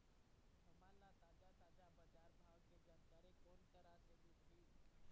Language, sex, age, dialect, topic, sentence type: Chhattisgarhi, male, 18-24, Eastern, agriculture, question